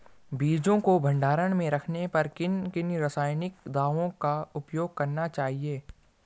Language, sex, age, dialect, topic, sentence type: Hindi, male, 18-24, Garhwali, agriculture, question